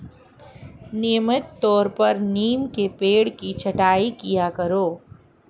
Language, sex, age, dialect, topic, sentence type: Hindi, female, 41-45, Marwari Dhudhari, agriculture, statement